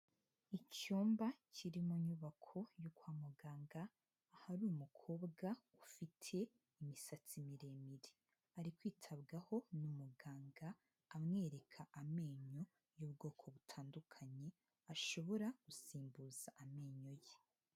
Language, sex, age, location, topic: Kinyarwanda, female, 25-35, Huye, health